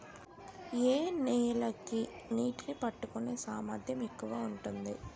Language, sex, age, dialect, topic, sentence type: Telugu, female, 18-24, Utterandhra, agriculture, question